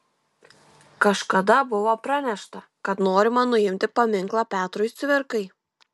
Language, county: Lithuanian, Kaunas